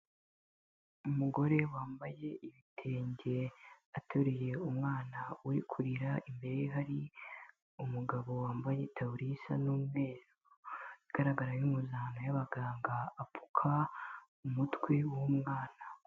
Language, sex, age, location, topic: Kinyarwanda, female, 18-24, Kigali, health